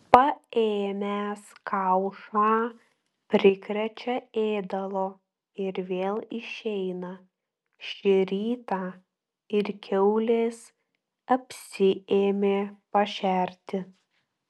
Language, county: Lithuanian, Klaipėda